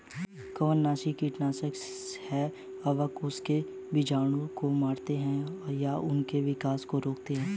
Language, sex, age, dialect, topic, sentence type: Hindi, male, 18-24, Hindustani Malvi Khadi Boli, agriculture, statement